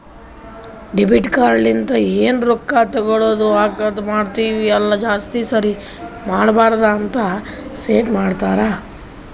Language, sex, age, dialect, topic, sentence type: Kannada, male, 60-100, Northeastern, banking, statement